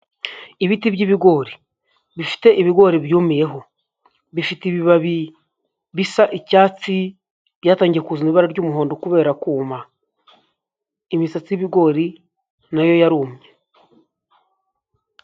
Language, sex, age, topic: Kinyarwanda, male, 25-35, agriculture